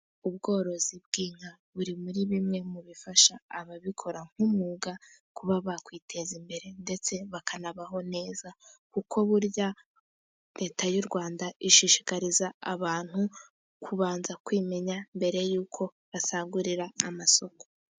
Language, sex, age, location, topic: Kinyarwanda, female, 18-24, Musanze, agriculture